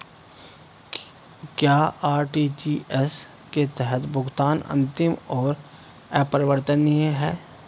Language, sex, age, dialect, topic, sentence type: Hindi, male, 36-40, Hindustani Malvi Khadi Boli, banking, question